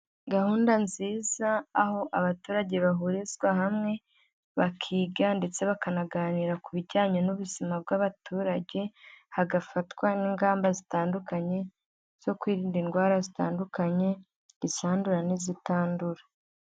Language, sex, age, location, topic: Kinyarwanda, female, 18-24, Huye, health